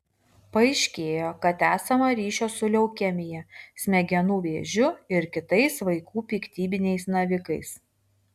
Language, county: Lithuanian, Vilnius